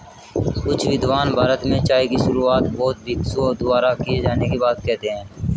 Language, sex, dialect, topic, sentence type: Hindi, male, Hindustani Malvi Khadi Boli, agriculture, statement